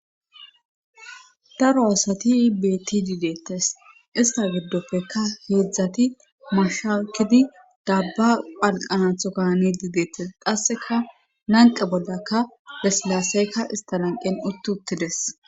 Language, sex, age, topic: Gamo, female, 25-35, government